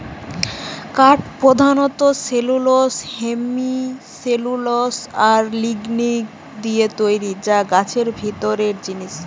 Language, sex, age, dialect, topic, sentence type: Bengali, female, 18-24, Western, agriculture, statement